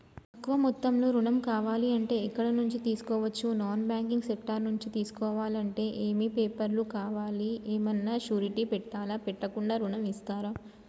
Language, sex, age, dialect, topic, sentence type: Telugu, female, 25-30, Telangana, banking, question